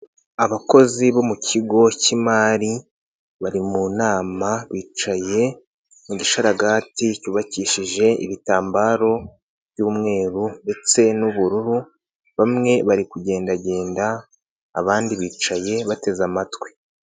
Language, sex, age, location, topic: Kinyarwanda, male, 18-24, Nyagatare, finance